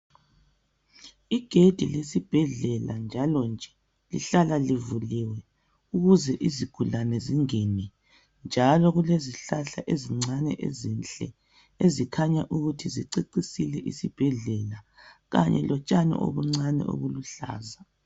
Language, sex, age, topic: North Ndebele, female, 18-24, health